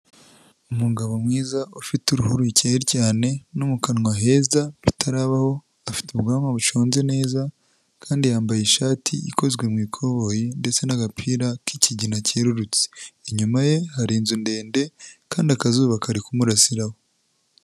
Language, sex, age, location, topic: Kinyarwanda, male, 25-35, Kigali, health